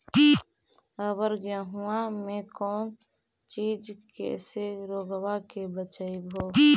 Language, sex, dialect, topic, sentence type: Magahi, female, Central/Standard, agriculture, question